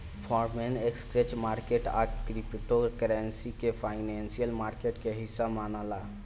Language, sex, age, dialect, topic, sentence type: Bhojpuri, male, 18-24, Southern / Standard, banking, statement